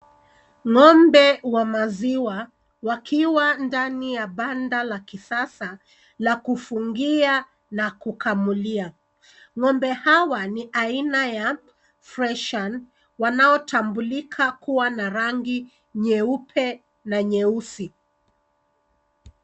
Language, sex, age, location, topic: Swahili, female, 36-49, Nairobi, agriculture